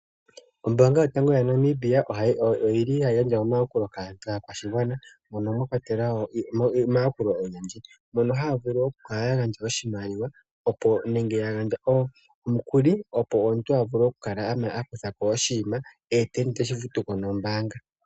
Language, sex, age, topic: Oshiwambo, male, 25-35, finance